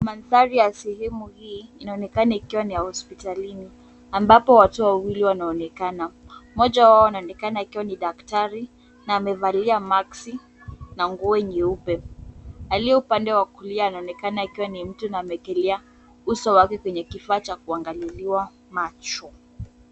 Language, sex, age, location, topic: Swahili, female, 18-24, Kisumu, health